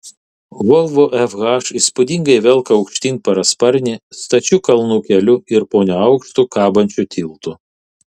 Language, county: Lithuanian, Vilnius